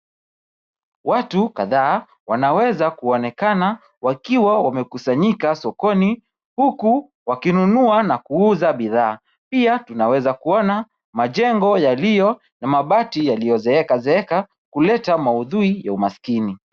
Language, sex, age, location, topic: Swahili, male, 25-35, Kisumu, finance